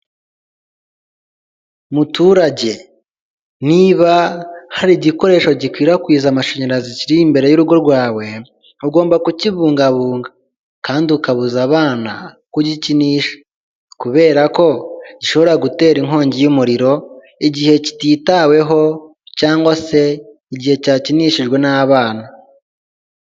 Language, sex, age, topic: Kinyarwanda, male, 18-24, government